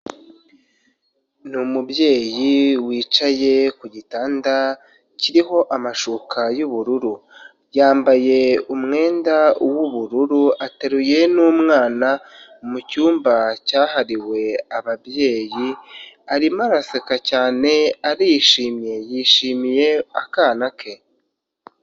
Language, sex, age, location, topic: Kinyarwanda, male, 25-35, Nyagatare, health